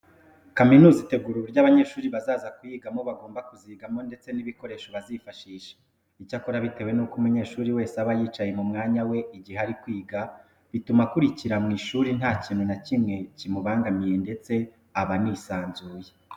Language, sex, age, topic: Kinyarwanda, male, 25-35, education